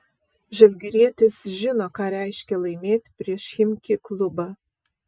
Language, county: Lithuanian, Vilnius